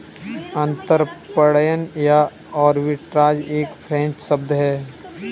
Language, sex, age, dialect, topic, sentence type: Hindi, male, 18-24, Kanauji Braj Bhasha, banking, statement